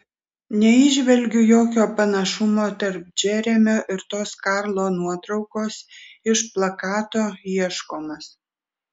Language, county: Lithuanian, Vilnius